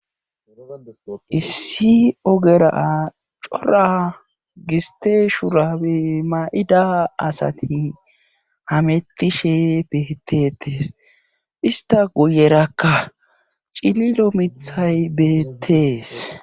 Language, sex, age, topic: Gamo, male, 25-35, government